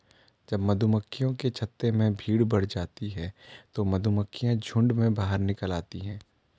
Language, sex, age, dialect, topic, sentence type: Hindi, male, 41-45, Garhwali, agriculture, statement